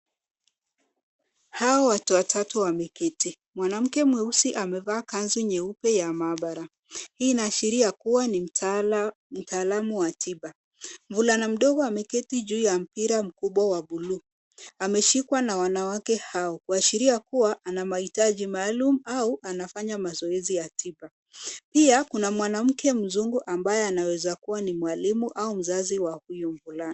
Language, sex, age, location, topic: Swahili, female, 25-35, Nairobi, education